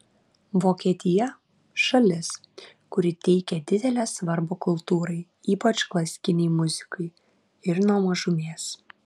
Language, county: Lithuanian, Vilnius